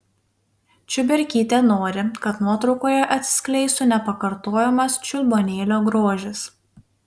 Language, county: Lithuanian, Panevėžys